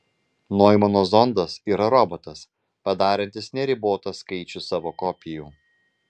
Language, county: Lithuanian, Vilnius